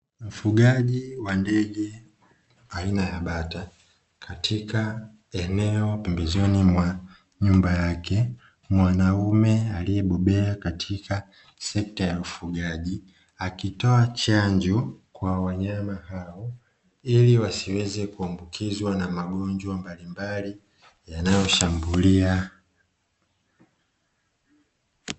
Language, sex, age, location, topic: Swahili, male, 25-35, Dar es Salaam, agriculture